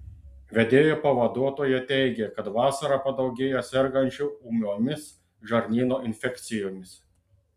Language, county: Lithuanian, Klaipėda